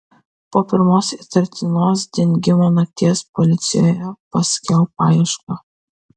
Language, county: Lithuanian, Kaunas